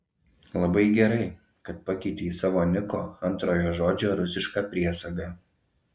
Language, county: Lithuanian, Alytus